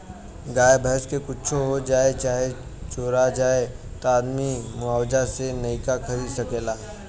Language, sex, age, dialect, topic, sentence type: Bhojpuri, male, 18-24, Western, agriculture, statement